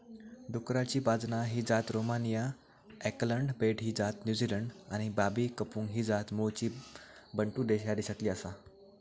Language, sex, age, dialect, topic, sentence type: Marathi, male, 18-24, Southern Konkan, agriculture, statement